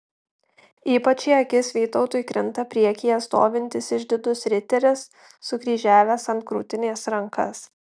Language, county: Lithuanian, Marijampolė